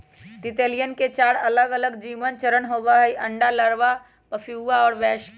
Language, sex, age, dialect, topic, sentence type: Magahi, male, 25-30, Western, agriculture, statement